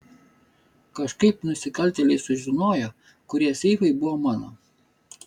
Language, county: Lithuanian, Vilnius